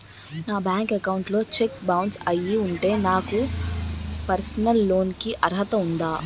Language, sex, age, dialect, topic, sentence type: Telugu, male, 18-24, Utterandhra, banking, question